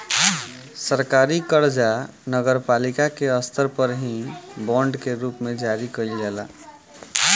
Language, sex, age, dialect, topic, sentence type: Bhojpuri, male, 18-24, Southern / Standard, banking, statement